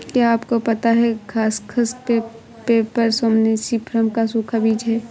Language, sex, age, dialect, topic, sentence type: Hindi, female, 51-55, Awadhi Bundeli, agriculture, statement